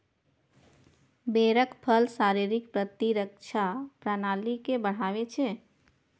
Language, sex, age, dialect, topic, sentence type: Maithili, female, 31-35, Eastern / Thethi, agriculture, statement